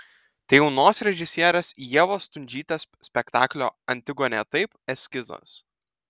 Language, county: Lithuanian, Telšiai